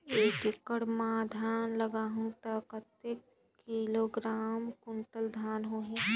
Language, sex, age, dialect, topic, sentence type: Chhattisgarhi, female, 25-30, Northern/Bhandar, agriculture, question